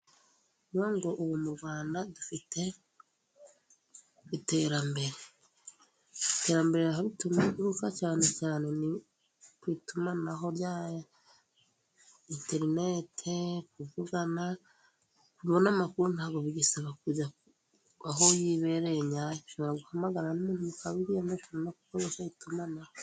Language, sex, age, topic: Kinyarwanda, female, 25-35, government